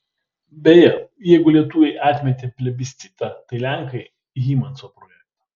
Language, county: Lithuanian, Vilnius